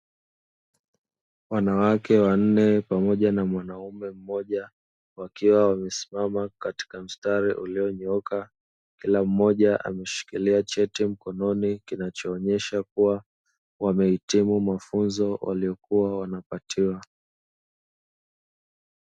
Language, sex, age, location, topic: Swahili, male, 25-35, Dar es Salaam, education